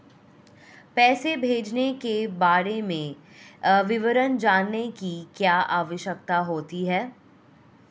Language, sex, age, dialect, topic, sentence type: Hindi, female, 25-30, Marwari Dhudhari, banking, question